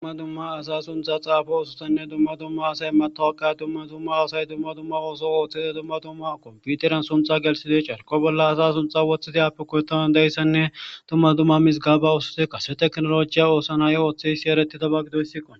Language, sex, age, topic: Gamo, male, 25-35, government